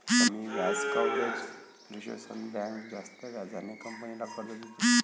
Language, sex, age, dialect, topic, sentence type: Marathi, male, 25-30, Varhadi, banking, statement